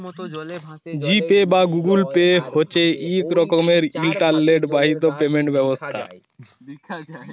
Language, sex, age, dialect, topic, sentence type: Bengali, male, 18-24, Jharkhandi, banking, statement